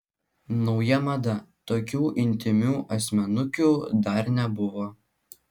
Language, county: Lithuanian, Klaipėda